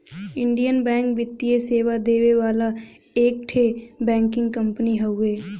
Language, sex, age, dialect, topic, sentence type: Bhojpuri, female, 18-24, Western, banking, statement